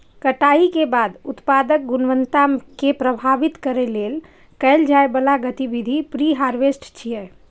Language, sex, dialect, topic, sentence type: Maithili, female, Eastern / Thethi, agriculture, statement